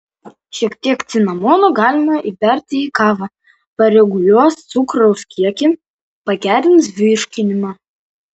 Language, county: Lithuanian, Vilnius